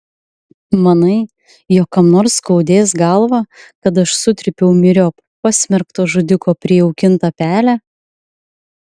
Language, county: Lithuanian, Klaipėda